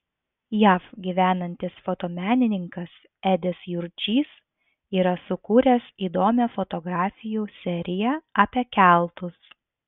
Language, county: Lithuanian, Vilnius